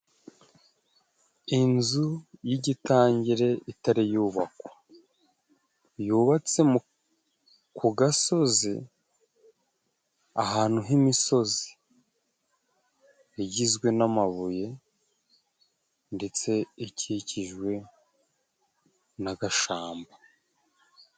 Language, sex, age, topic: Kinyarwanda, male, 25-35, health